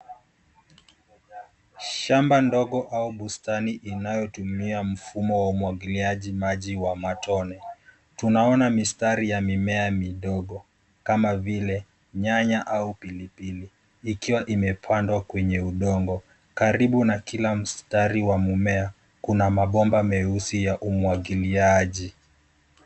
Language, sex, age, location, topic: Swahili, male, 25-35, Nairobi, agriculture